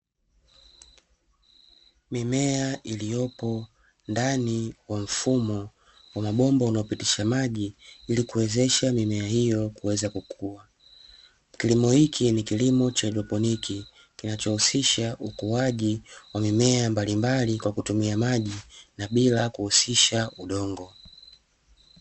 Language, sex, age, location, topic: Swahili, male, 25-35, Dar es Salaam, agriculture